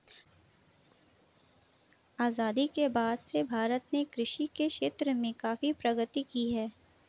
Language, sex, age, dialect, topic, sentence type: Hindi, female, 56-60, Marwari Dhudhari, agriculture, statement